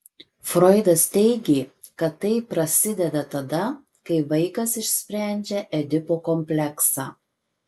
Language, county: Lithuanian, Marijampolė